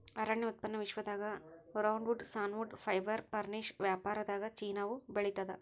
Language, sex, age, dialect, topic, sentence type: Kannada, female, 56-60, Central, agriculture, statement